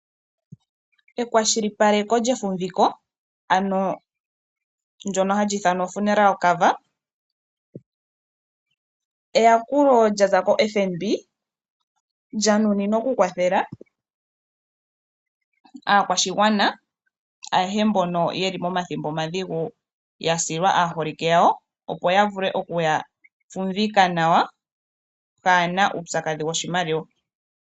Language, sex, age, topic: Oshiwambo, female, 18-24, finance